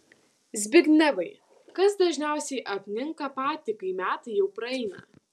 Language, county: Lithuanian, Vilnius